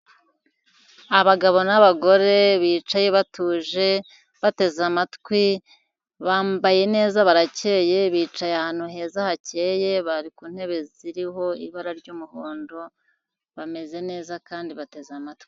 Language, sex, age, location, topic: Kinyarwanda, female, 50+, Kigali, government